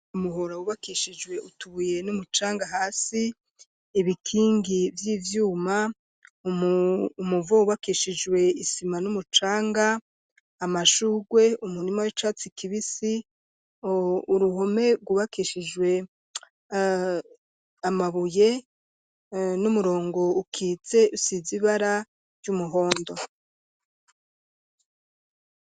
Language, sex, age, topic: Rundi, female, 36-49, education